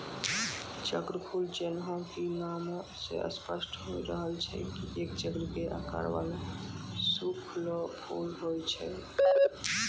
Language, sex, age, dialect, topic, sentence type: Maithili, male, 18-24, Angika, agriculture, statement